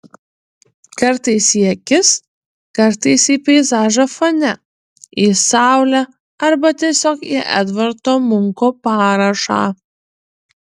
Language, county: Lithuanian, Utena